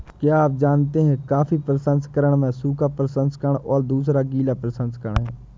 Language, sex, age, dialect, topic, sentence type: Hindi, male, 25-30, Awadhi Bundeli, agriculture, statement